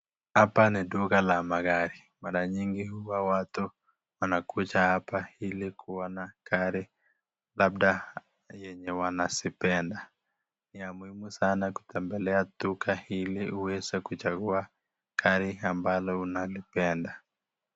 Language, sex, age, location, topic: Swahili, male, 25-35, Nakuru, finance